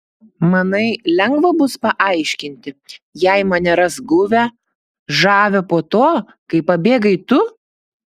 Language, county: Lithuanian, Klaipėda